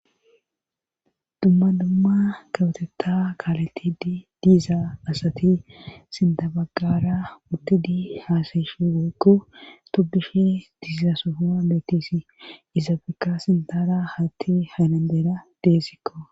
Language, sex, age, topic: Gamo, female, 25-35, government